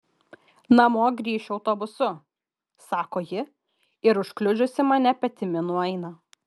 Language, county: Lithuanian, Kaunas